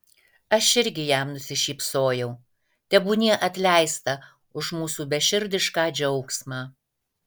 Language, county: Lithuanian, Vilnius